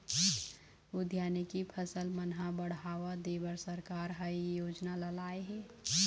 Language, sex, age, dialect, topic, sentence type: Chhattisgarhi, female, 31-35, Eastern, agriculture, statement